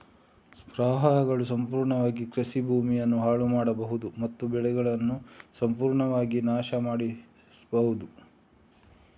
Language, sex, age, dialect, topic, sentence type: Kannada, male, 25-30, Coastal/Dakshin, agriculture, statement